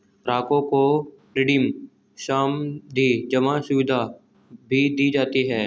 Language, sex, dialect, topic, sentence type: Hindi, male, Hindustani Malvi Khadi Boli, banking, statement